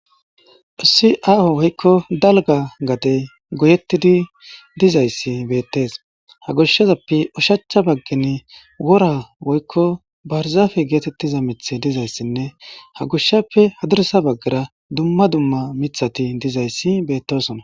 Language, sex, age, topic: Gamo, male, 18-24, government